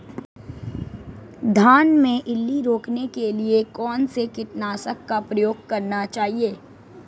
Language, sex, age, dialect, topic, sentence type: Hindi, female, 18-24, Marwari Dhudhari, agriculture, question